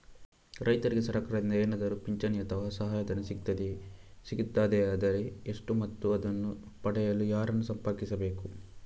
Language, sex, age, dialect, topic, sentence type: Kannada, male, 46-50, Coastal/Dakshin, agriculture, question